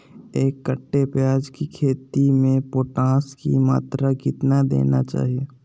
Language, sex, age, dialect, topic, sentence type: Magahi, male, 18-24, Southern, agriculture, question